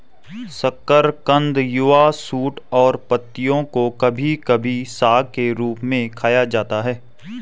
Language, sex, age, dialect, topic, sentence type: Hindi, male, 18-24, Garhwali, agriculture, statement